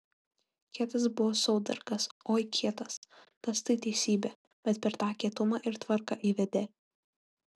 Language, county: Lithuanian, Kaunas